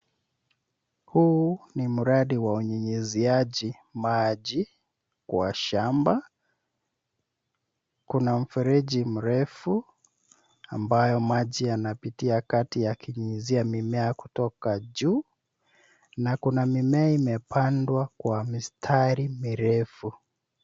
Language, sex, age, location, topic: Swahili, male, 36-49, Nairobi, agriculture